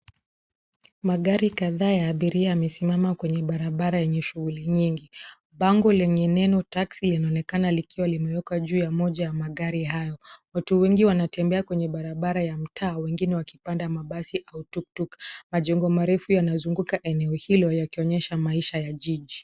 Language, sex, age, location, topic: Swahili, female, 25-35, Nairobi, government